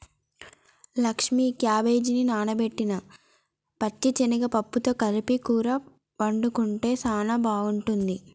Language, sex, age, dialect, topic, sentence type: Telugu, female, 25-30, Telangana, agriculture, statement